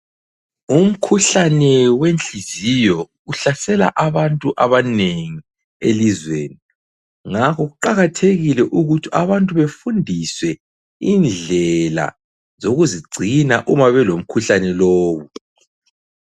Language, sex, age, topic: North Ndebele, female, 36-49, health